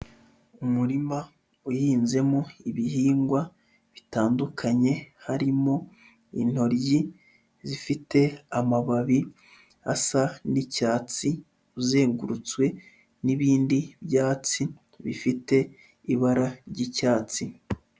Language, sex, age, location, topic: Kinyarwanda, male, 25-35, Huye, agriculture